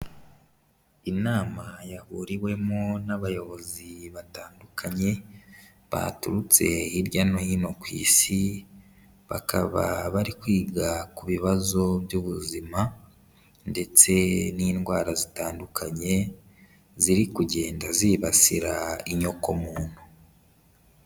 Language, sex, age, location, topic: Kinyarwanda, male, 18-24, Kigali, health